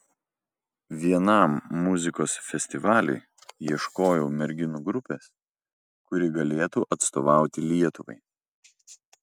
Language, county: Lithuanian, Vilnius